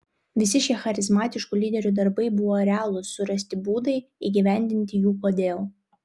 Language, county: Lithuanian, Vilnius